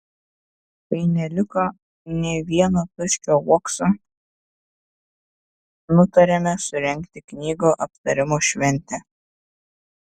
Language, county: Lithuanian, Šiauliai